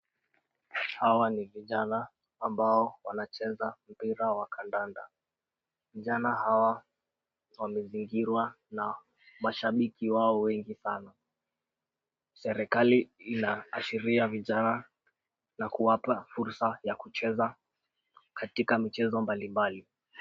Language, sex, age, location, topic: Swahili, male, 18-24, Kisumu, government